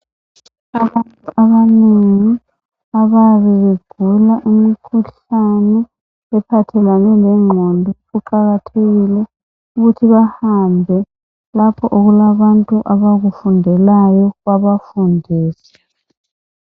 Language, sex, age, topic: North Ndebele, male, 50+, health